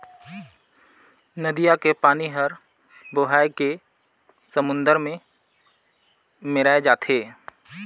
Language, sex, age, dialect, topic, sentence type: Chhattisgarhi, male, 31-35, Northern/Bhandar, agriculture, statement